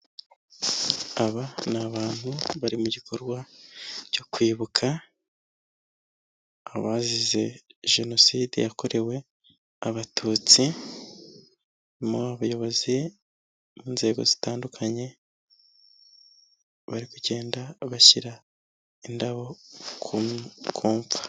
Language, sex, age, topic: Kinyarwanda, male, 25-35, government